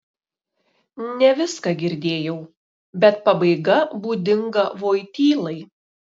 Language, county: Lithuanian, Šiauliai